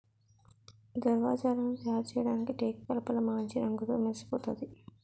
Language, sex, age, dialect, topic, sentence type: Telugu, female, 36-40, Utterandhra, agriculture, statement